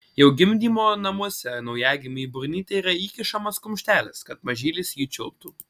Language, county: Lithuanian, Alytus